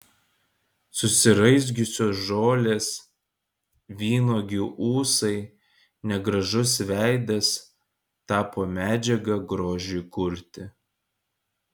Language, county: Lithuanian, Kaunas